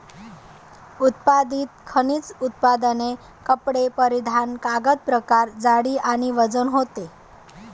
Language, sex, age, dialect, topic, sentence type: Marathi, female, 31-35, Varhadi, agriculture, statement